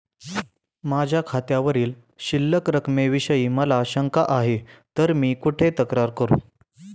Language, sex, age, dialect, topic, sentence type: Marathi, male, 18-24, Standard Marathi, banking, question